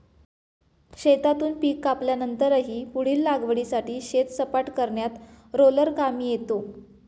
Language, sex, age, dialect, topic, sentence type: Marathi, male, 25-30, Standard Marathi, agriculture, statement